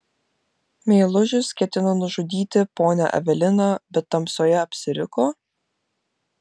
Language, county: Lithuanian, Vilnius